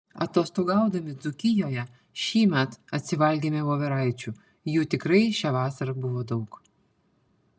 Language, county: Lithuanian, Panevėžys